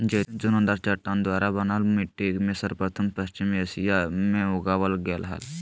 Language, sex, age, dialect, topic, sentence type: Magahi, male, 18-24, Southern, agriculture, statement